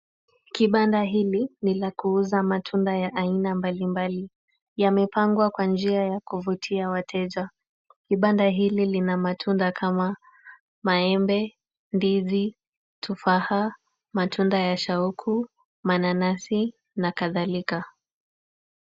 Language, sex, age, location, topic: Swahili, female, 18-24, Kisumu, finance